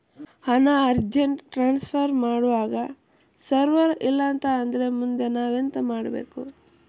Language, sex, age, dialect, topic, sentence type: Kannada, male, 25-30, Coastal/Dakshin, banking, question